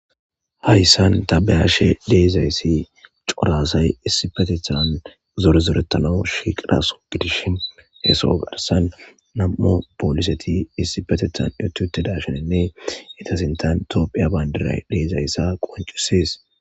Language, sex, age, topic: Gamo, male, 18-24, government